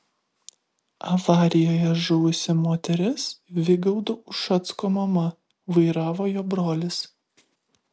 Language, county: Lithuanian, Vilnius